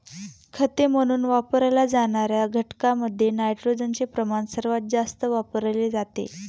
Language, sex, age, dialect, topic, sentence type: Marathi, female, 25-30, Standard Marathi, agriculture, statement